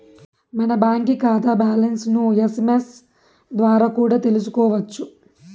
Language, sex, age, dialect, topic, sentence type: Telugu, male, 18-24, Southern, banking, statement